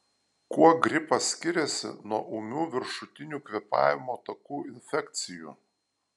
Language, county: Lithuanian, Alytus